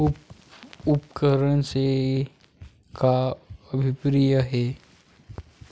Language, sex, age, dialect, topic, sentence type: Chhattisgarhi, male, 41-45, Western/Budati/Khatahi, agriculture, question